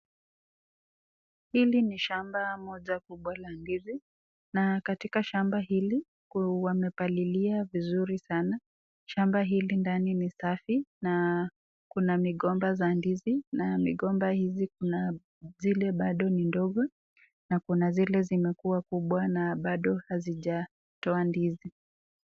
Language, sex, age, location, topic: Swahili, female, 36-49, Nakuru, agriculture